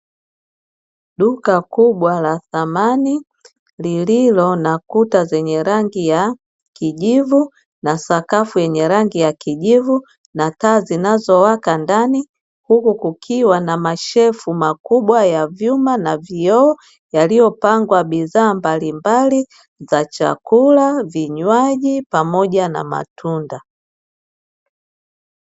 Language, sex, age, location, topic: Swahili, female, 50+, Dar es Salaam, finance